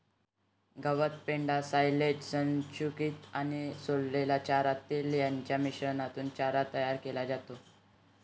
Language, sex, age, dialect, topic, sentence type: Marathi, male, 18-24, Varhadi, agriculture, statement